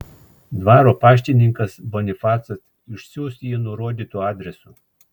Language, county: Lithuanian, Klaipėda